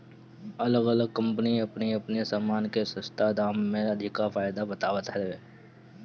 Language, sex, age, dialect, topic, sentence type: Bhojpuri, male, 25-30, Northern, banking, statement